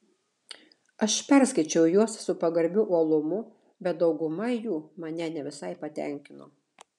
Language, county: Lithuanian, Šiauliai